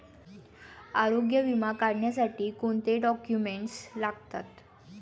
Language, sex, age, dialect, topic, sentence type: Marathi, female, 18-24, Standard Marathi, banking, question